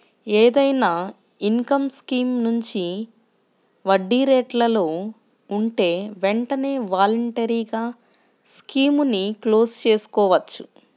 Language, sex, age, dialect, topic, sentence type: Telugu, male, 25-30, Central/Coastal, banking, statement